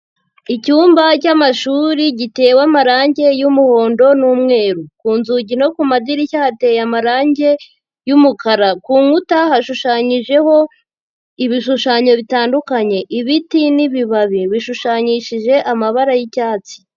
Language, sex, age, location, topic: Kinyarwanda, female, 50+, Nyagatare, education